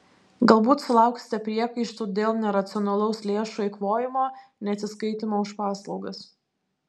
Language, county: Lithuanian, Vilnius